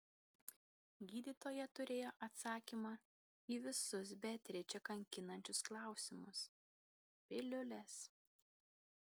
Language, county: Lithuanian, Kaunas